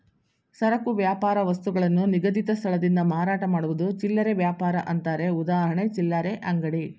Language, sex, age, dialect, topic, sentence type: Kannada, female, 60-100, Mysore Kannada, agriculture, statement